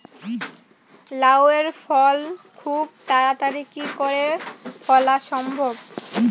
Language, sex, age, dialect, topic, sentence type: Bengali, female, <18, Rajbangshi, agriculture, question